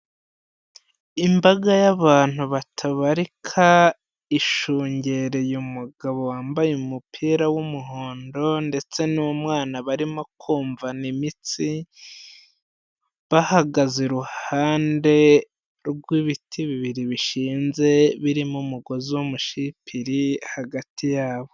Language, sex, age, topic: Kinyarwanda, male, 25-35, health